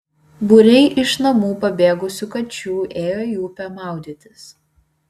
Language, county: Lithuanian, Vilnius